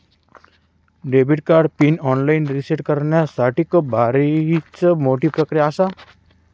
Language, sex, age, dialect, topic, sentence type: Marathi, male, 18-24, Southern Konkan, banking, statement